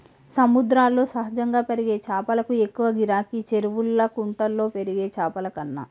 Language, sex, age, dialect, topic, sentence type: Telugu, female, 31-35, Telangana, agriculture, statement